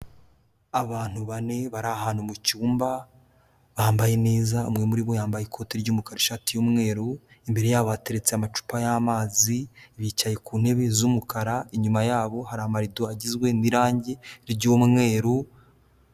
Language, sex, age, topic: Kinyarwanda, male, 18-24, government